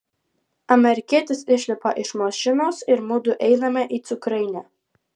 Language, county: Lithuanian, Vilnius